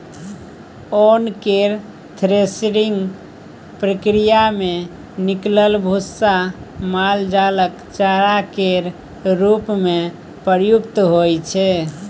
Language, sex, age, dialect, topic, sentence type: Maithili, male, 25-30, Bajjika, agriculture, statement